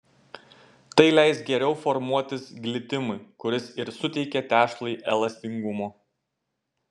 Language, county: Lithuanian, Šiauliai